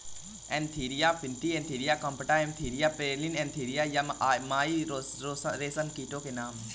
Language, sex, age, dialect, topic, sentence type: Hindi, male, 18-24, Marwari Dhudhari, agriculture, statement